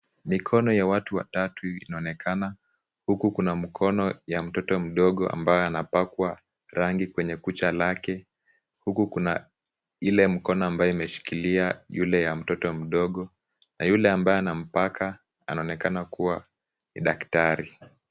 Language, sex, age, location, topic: Swahili, male, 18-24, Kisumu, health